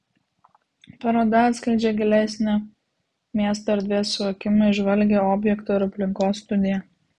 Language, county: Lithuanian, Vilnius